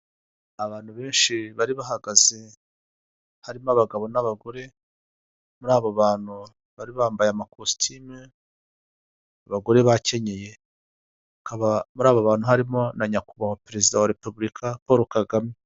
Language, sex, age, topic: Kinyarwanda, male, 50+, government